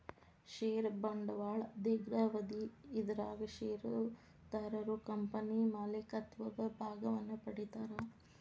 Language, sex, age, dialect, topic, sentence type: Kannada, female, 25-30, Dharwad Kannada, banking, statement